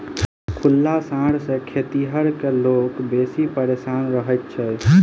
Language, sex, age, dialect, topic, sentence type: Maithili, male, 25-30, Southern/Standard, agriculture, statement